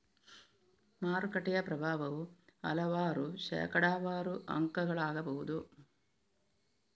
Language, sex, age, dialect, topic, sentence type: Kannada, female, 25-30, Coastal/Dakshin, banking, statement